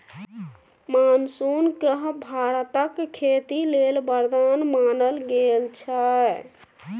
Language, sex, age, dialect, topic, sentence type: Maithili, female, 31-35, Bajjika, agriculture, statement